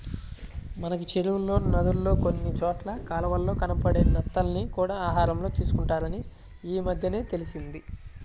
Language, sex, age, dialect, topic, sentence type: Telugu, male, 25-30, Central/Coastal, agriculture, statement